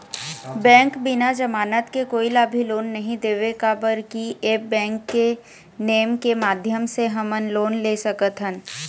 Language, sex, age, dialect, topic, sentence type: Chhattisgarhi, female, 18-24, Eastern, banking, question